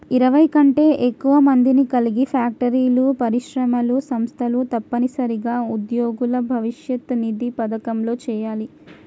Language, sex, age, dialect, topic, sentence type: Telugu, female, 18-24, Telangana, banking, statement